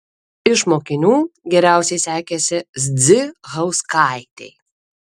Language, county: Lithuanian, Kaunas